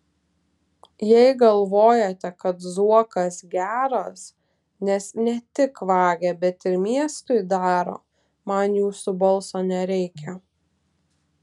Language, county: Lithuanian, Telšiai